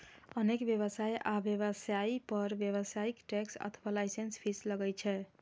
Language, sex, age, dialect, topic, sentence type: Maithili, female, 25-30, Eastern / Thethi, banking, statement